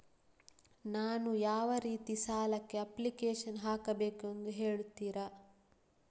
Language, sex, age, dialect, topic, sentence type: Kannada, female, 36-40, Coastal/Dakshin, banking, question